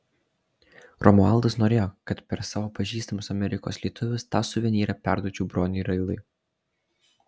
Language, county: Lithuanian, Alytus